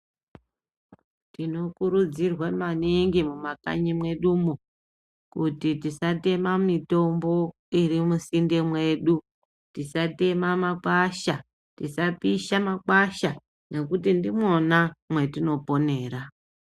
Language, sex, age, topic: Ndau, female, 36-49, health